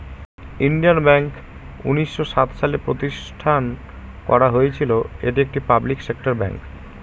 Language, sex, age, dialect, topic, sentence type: Bengali, male, 18-24, Northern/Varendri, banking, statement